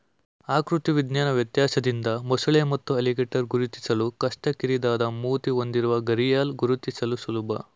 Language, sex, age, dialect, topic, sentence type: Kannada, male, 18-24, Mysore Kannada, agriculture, statement